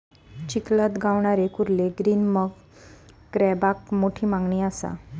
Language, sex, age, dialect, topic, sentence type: Marathi, female, 31-35, Southern Konkan, agriculture, statement